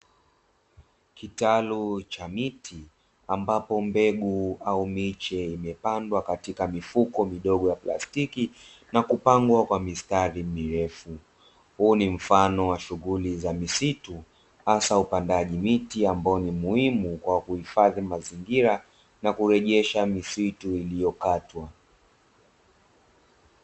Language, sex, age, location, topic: Swahili, male, 25-35, Dar es Salaam, agriculture